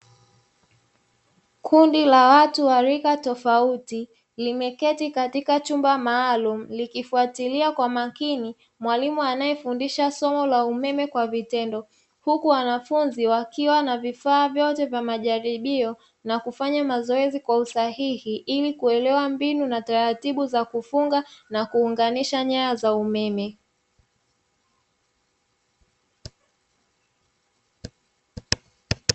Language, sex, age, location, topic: Swahili, female, 25-35, Dar es Salaam, education